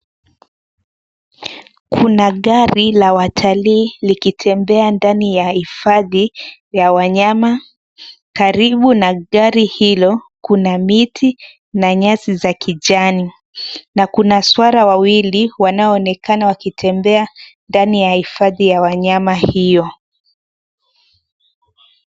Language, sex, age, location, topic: Swahili, female, 18-24, Nairobi, government